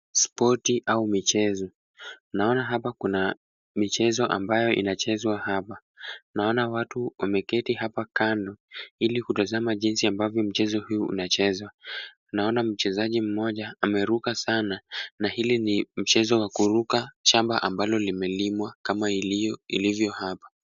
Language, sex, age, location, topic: Swahili, male, 18-24, Kisumu, government